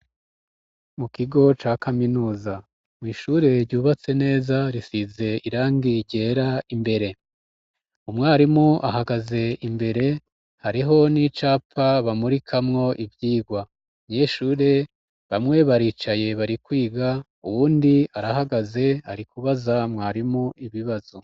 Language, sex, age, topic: Rundi, female, 36-49, education